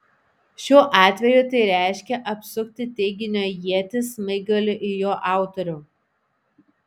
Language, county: Lithuanian, Šiauliai